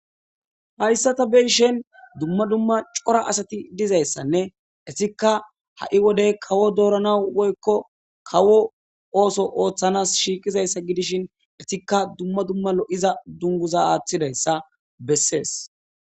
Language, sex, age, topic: Gamo, male, 18-24, government